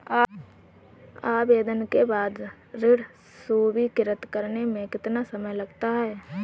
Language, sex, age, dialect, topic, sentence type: Hindi, female, 31-35, Marwari Dhudhari, banking, question